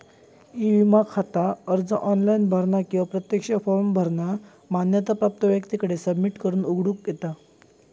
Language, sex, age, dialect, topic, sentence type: Marathi, male, 18-24, Southern Konkan, banking, statement